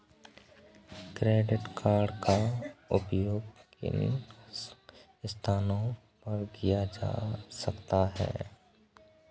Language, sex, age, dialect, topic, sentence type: Hindi, male, 18-24, Marwari Dhudhari, banking, question